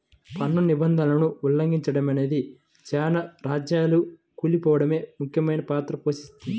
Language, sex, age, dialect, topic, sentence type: Telugu, male, 25-30, Central/Coastal, banking, statement